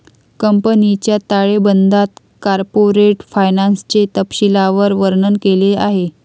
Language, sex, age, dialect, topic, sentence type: Marathi, female, 51-55, Varhadi, banking, statement